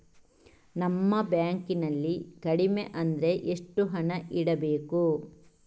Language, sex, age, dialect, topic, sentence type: Kannada, male, 56-60, Coastal/Dakshin, banking, question